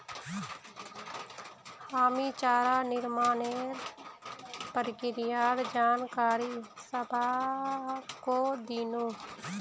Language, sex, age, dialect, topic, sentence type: Magahi, female, 25-30, Northeastern/Surjapuri, agriculture, statement